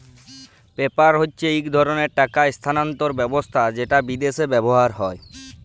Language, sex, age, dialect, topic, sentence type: Bengali, male, 18-24, Western, banking, statement